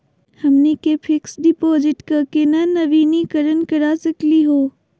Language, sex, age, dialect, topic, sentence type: Magahi, female, 60-100, Southern, banking, question